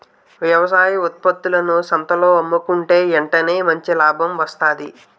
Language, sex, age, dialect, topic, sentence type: Telugu, male, 18-24, Utterandhra, agriculture, statement